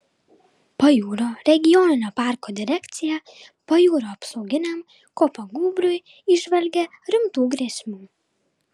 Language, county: Lithuanian, Vilnius